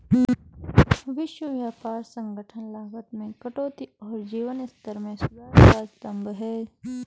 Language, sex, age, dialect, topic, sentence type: Hindi, male, 31-35, Garhwali, banking, statement